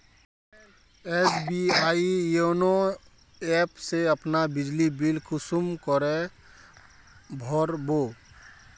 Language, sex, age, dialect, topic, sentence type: Magahi, male, 31-35, Northeastern/Surjapuri, banking, question